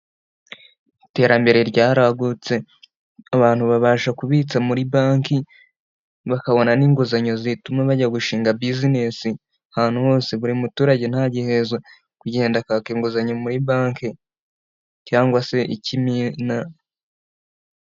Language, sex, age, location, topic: Kinyarwanda, male, 18-24, Nyagatare, finance